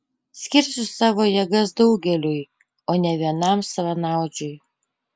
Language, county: Lithuanian, Panevėžys